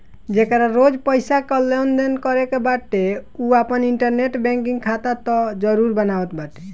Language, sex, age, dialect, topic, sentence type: Bhojpuri, male, 18-24, Northern, banking, statement